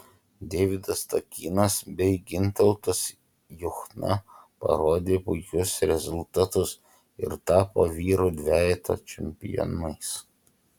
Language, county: Lithuanian, Utena